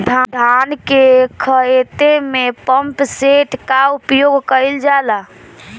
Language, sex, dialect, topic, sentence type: Bhojpuri, female, Northern, agriculture, question